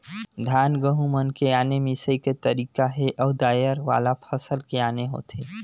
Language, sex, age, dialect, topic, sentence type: Chhattisgarhi, male, 25-30, Northern/Bhandar, agriculture, statement